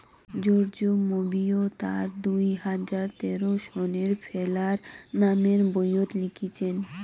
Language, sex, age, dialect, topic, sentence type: Bengali, female, 18-24, Rajbangshi, agriculture, statement